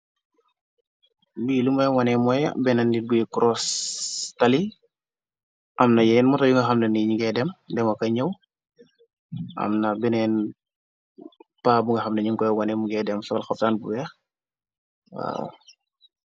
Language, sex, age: Wolof, male, 25-35